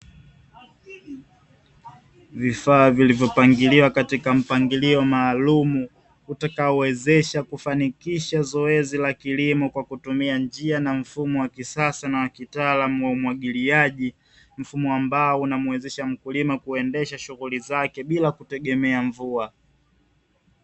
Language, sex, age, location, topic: Swahili, male, 25-35, Dar es Salaam, agriculture